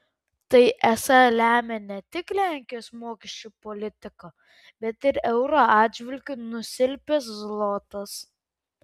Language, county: Lithuanian, Kaunas